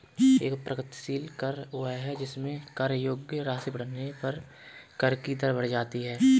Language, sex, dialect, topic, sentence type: Hindi, male, Kanauji Braj Bhasha, banking, statement